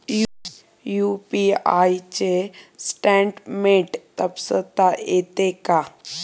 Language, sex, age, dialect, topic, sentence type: Marathi, female, 18-24, Standard Marathi, banking, question